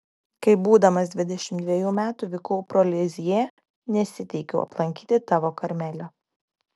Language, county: Lithuanian, Klaipėda